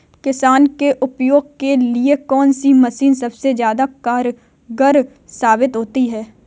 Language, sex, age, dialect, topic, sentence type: Hindi, female, 31-35, Kanauji Braj Bhasha, agriculture, question